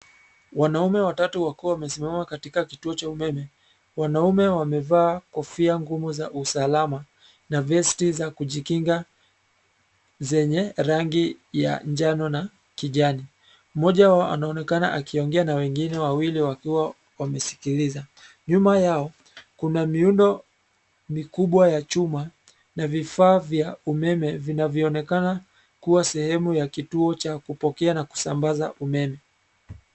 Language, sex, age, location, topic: Swahili, male, 25-35, Nairobi, government